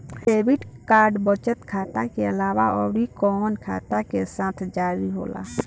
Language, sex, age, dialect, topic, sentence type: Bhojpuri, female, 18-24, Southern / Standard, banking, question